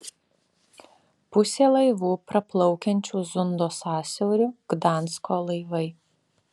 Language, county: Lithuanian, Alytus